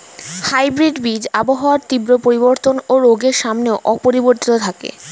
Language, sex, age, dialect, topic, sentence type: Bengali, female, 18-24, Standard Colloquial, agriculture, statement